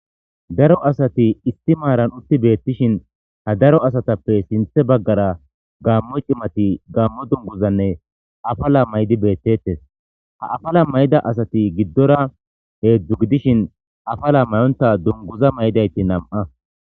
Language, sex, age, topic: Gamo, male, 25-35, government